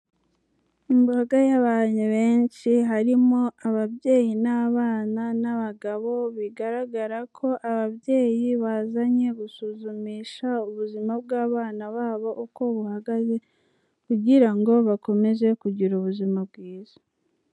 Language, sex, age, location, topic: Kinyarwanda, female, 18-24, Kigali, health